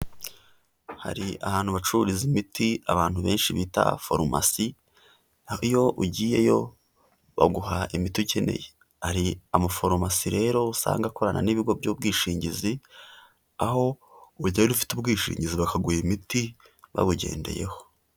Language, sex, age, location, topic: Kinyarwanda, male, 18-24, Huye, health